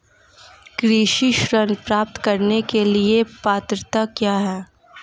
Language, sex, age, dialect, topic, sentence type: Hindi, female, 18-24, Marwari Dhudhari, agriculture, question